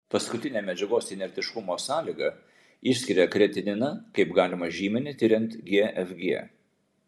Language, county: Lithuanian, Vilnius